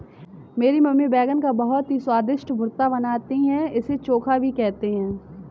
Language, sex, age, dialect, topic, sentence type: Hindi, female, 18-24, Kanauji Braj Bhasha, agriculture, statement